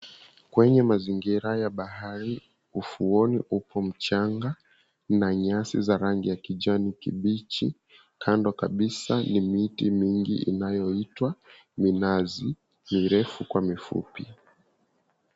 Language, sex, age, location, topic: Swahili, male, 18-24, Mombasa, agriculture